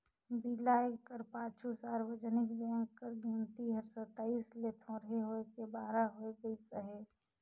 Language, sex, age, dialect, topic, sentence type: Chhattisgarhi, female, 60-100, Northern/Bhandar, banking, statement